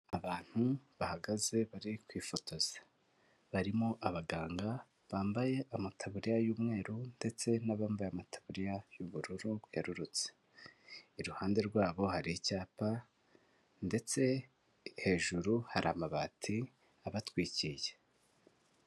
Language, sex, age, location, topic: Kinyarwanda, male, 18-24, Huye, health